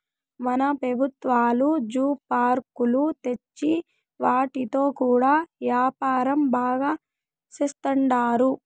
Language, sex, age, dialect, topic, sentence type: Telugu, female, 18-24, Southern, agriculture, statement